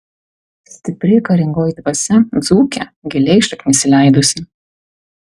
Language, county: Lithuanian, Vilnius